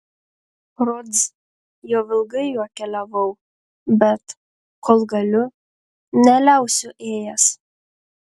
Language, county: Lithuanian, Panevėžys